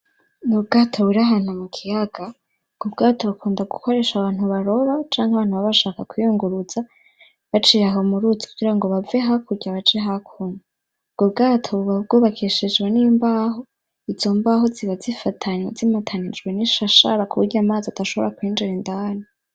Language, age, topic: Rundi, 18-24, agriculture